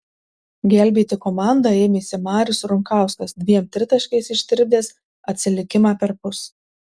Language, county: Lithuanian, Marijampolė